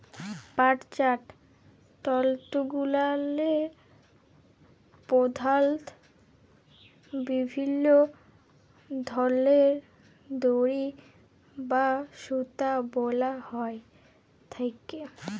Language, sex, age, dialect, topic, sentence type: Bengali, female, <18, Jharkhandi, agriculture, statement